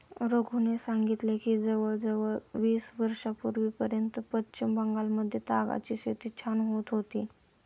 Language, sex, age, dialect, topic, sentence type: Marathi, male, 25-30, Standard Marathi, agriculture, statement